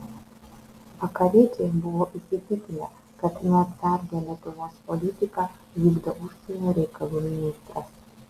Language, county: Lithuanian, Vilnius